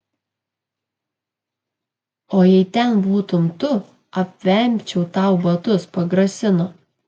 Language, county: Lithuanian, Kaunas